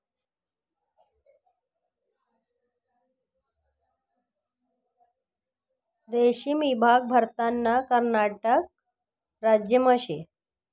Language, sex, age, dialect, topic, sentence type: Marathi, female, 51-55, Northern Konkan, agriculture, statement